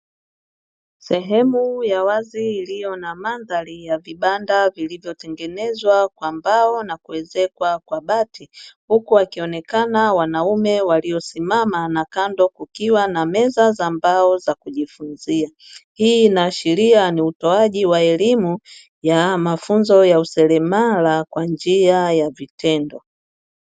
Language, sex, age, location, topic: Swahili, female, 50+, Dar es Salaam, education